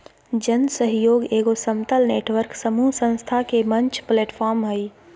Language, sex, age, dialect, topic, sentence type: Magahi, female, 25-30, Southern, banking, statement